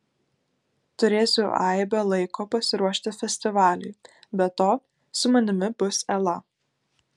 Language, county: Lithuanian, Klaipėda